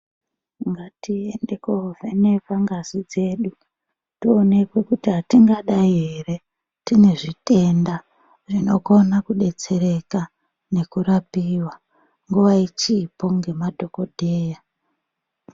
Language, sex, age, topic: Ndau, male, 36-49, health